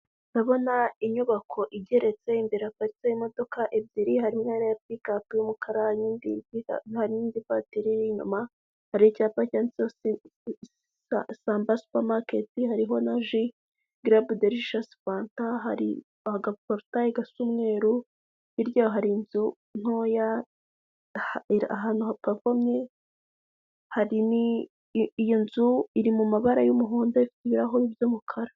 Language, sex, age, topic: Kinyarwanda, female, 18-24, government